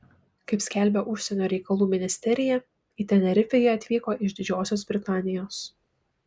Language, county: Lithuanian, Šiauliai